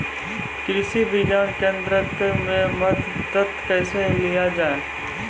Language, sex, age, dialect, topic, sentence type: Maithili, male, 18-24, Angika, agriculture, question